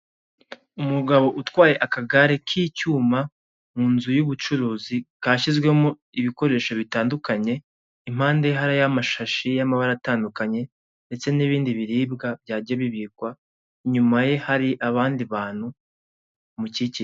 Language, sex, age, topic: Kinyarwanda, male, 18-24, finance